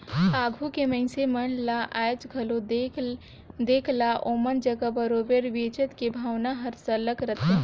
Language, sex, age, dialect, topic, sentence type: Chhattisgarhi, female, 18-24, Northern/Bhandar, banking, statement